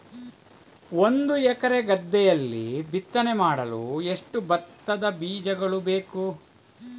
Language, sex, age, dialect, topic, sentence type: Kannada, male, 41-45, Coastal/Dakshin, agriculture, question